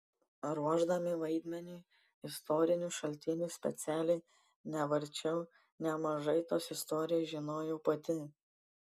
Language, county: Lithuanian, Panevėžys